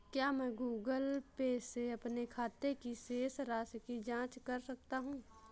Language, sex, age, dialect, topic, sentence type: Hindi, female, 18-24, Awadhi Bundeli, banking, question